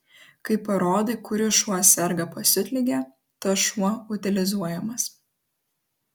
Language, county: Lithuanian, Kaunas